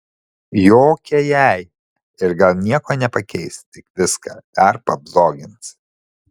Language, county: Lithuanian, Šiauliai